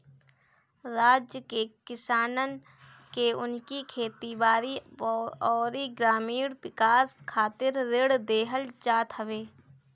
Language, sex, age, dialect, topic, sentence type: Bhojpuri, female, 18-24, Northern, banking, statement